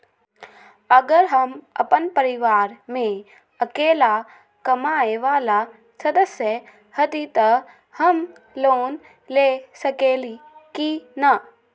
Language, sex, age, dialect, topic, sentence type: Magahi, female, 18-24, Western, banking, question